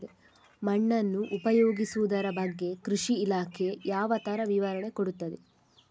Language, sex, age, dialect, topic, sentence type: Kannada, female, 41-45, Coastal/Dakshin, agriculture, question